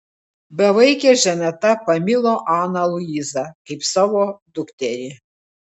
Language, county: Lithuanian, Klaipėda